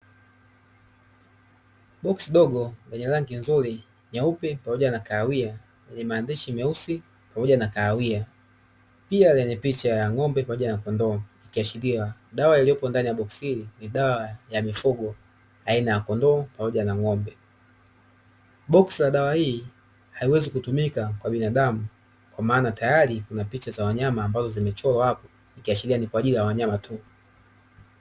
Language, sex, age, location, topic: Swahili, male, 25-35, Dar es Salaam, agriculture